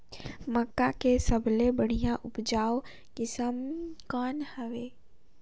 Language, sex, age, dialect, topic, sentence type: Chhattisgarhi, female, 18-24, Northern/Bhandar, agriculture, question